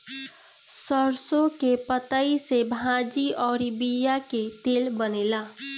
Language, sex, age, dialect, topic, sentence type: Bhojpuri, female, 36-40, Northern, agriculture, statement